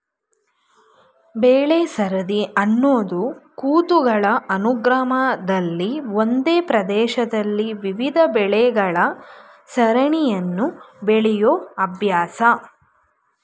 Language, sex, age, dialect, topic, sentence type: Kannada, female, 25-30, Mysore Kannada, agriculture, statement